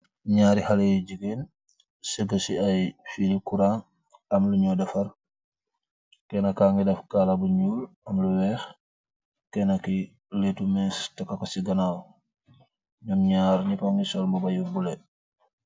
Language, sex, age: Wolof, male, 25-35